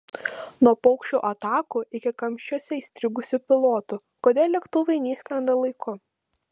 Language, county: Lithuanian, Panevėžys